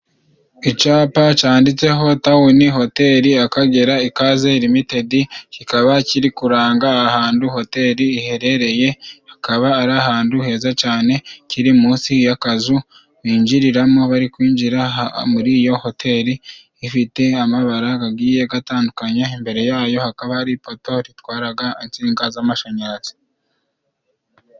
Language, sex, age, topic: Kinyarwanda, male, 25-35, finance